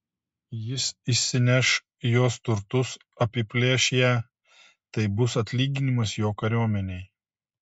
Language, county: Lithuanian, Telšiai